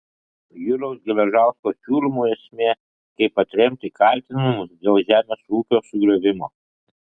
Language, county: Lithuanian, Kaunas